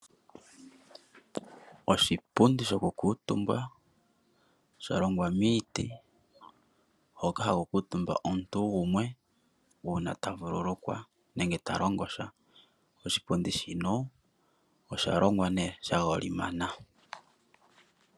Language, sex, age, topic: Oshiwambo, male, 25-35, finance